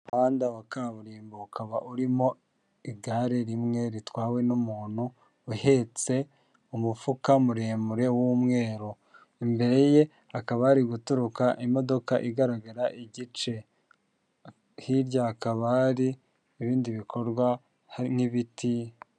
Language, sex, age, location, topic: Kinyarwanda, male, 50+, Kigali, government